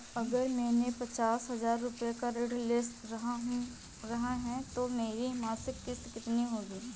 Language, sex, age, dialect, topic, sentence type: Hindi, female, 18-24, Marwari Dhudhari, banking, question